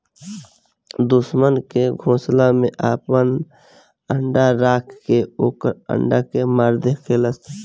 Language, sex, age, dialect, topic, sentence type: Bhojpuri, male, 18-24, Southern / Standard, agriculture, statement